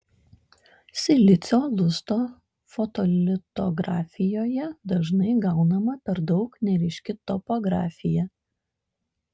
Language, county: Lithuanian, Šiauliai